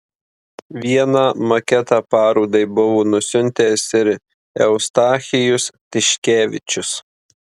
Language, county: Lithuanian, Marijampolė